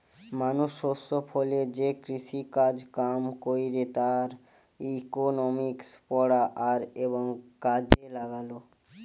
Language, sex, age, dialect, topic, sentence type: Bengali, male, <18, Western, agriculture, statement